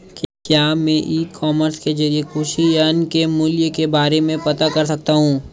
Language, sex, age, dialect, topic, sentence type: Hindi, male, 31-35, Marwari Dhudhari, agriculture, question